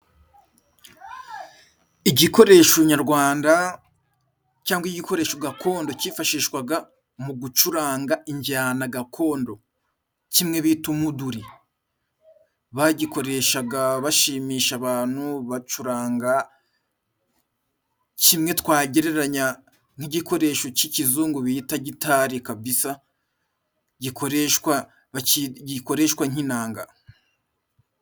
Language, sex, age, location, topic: Kinyarwanda, male, 25-35, Musanze, government